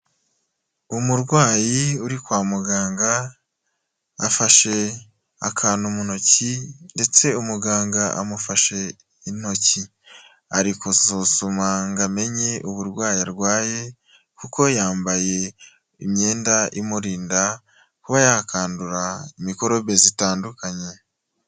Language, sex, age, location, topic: Kinyarwanda, male, 18-24, Nyagatare, health